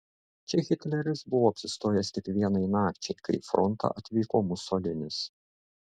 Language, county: Lithuanian, Šiauliai